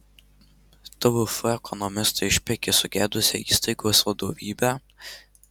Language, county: Lithuanian, Marijampolė